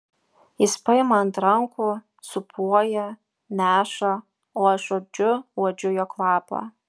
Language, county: Lithuanian, Vilnius